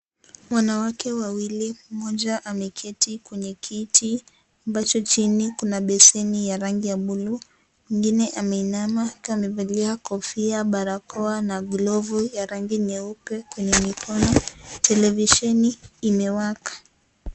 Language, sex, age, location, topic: Swahili, female, 18-24, Kisii, health